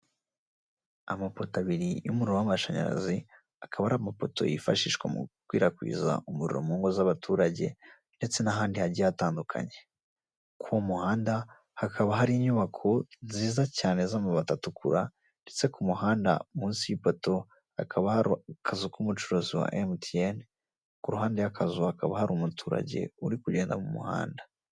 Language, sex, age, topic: Kinyarwanda, male, 18-24, government